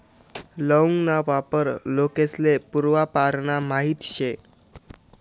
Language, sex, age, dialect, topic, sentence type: Marathi, male, 18-24, Northern Konkan, agriculture, statement